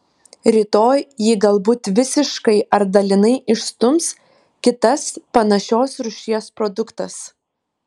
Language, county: Lithuanian, Panevėžys